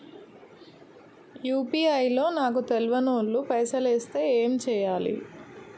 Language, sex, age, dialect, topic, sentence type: Telugu, female, 25-30, Telangana, banking, question